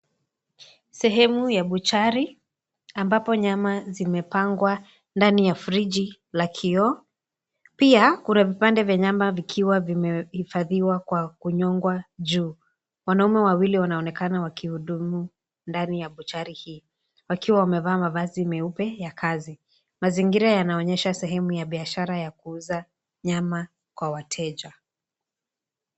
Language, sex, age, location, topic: Swahili, female, 18-24, Kisii, finance